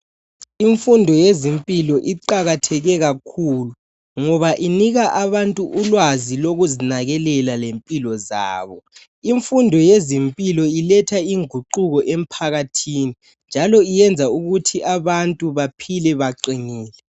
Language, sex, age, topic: North Ndebele, male, 18-24, health